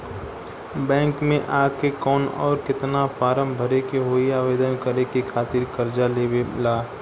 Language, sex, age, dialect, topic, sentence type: Bhojpuri, male, 18-24, Southern / Standard, banking, question